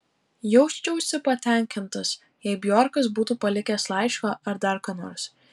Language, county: Lithuanian, Alytus